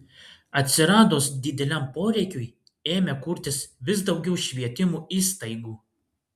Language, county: Lithuanian, Klaipėda